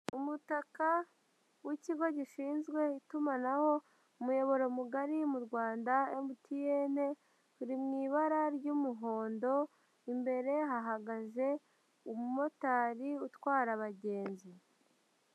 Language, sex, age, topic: Kinyarwanda, male, 18-24, government